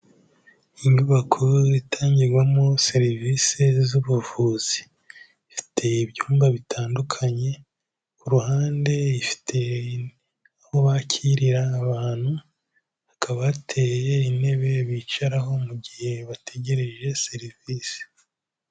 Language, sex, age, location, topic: Kinyarwanda, male, 18-24, Kigali, health